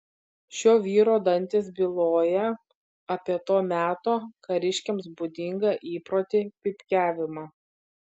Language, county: Lithuanian, Vilnius